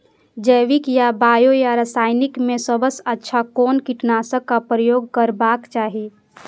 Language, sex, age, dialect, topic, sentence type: Maithili, female, 25-30, Eastern / Thethi, agriculture, question